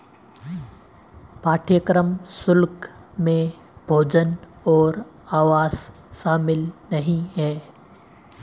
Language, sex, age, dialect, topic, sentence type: Hindi, male, 18-24, Marwari Dhudhari, banking, statement